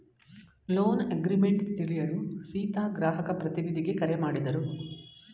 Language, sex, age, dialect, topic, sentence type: Kannada, female, 51-55, Mysore Kannada, banking, statement